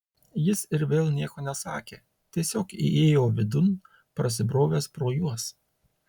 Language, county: Lithuanian, Tauragė